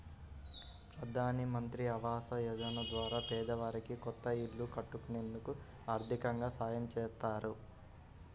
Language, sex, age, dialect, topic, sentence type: Telugu, male, 56-60, Central/Coastal, banking, statement